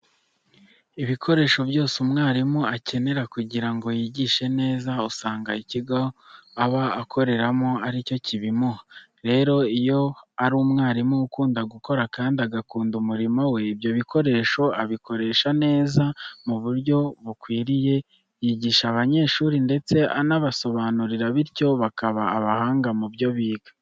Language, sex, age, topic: Kinyarwanda, male, 18-24, education